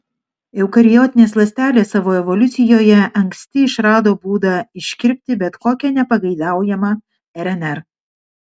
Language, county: Lithuanian, Šiauliai